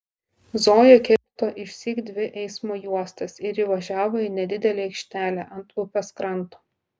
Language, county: Lithuanian, Klaipėda